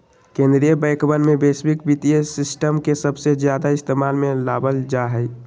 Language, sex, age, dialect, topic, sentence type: Magahi, male, 18-24, Western, banking, statement